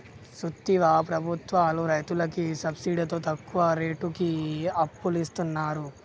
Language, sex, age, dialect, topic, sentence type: Telugu, female, 18-24, Telangana, agriculture, statement